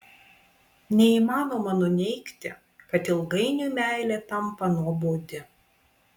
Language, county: Lithuanian, Vilnius